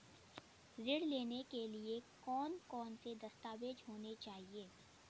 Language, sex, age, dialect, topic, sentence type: Hindi, female, 60-100, Kanauji Braj Bhasha, banking, question